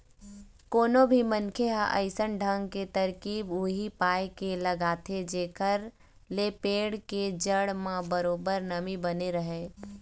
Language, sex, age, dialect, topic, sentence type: Chhattisgarhi, female, 18-24, Eastern, agriculture, statement